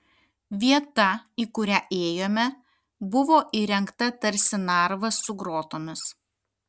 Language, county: Lithuanian, Kaunas